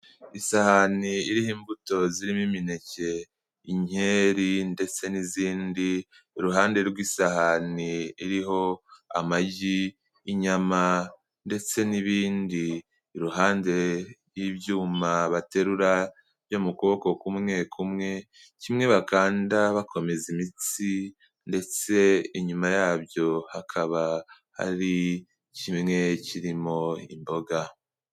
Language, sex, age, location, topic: Kinyarwanda, male, 18-24, Kigali, health